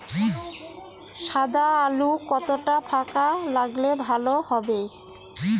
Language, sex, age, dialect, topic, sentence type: Bengali, female, 31-35, Rajbangshi, agriculture, question